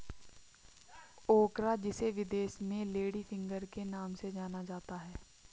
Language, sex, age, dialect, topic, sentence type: Hindi, female, 60-100, Marwari Dhudhari, agriculture, statement